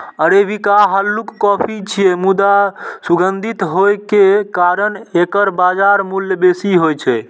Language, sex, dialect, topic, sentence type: Maithili, male, Eastern / Thethi, agriculture, statement